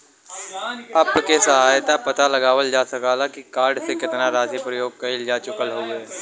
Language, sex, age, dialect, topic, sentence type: Bhojpuri, male, 18-24, Western, banking, statement